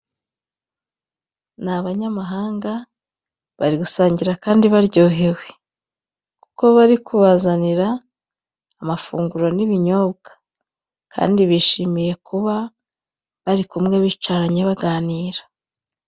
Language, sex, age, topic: Kinyarwanda, female, 25-35, finance